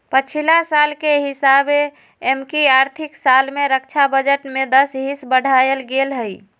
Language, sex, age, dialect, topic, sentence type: Magahi, female, 18-24, Western, banking, statement